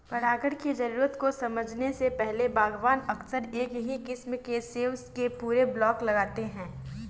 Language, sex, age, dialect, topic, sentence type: Hindi, female, 18-24, Kanauji Braj Bhasha, agriculture, statement